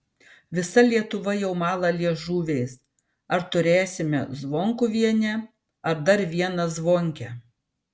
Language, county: Lithuanian, Vilnius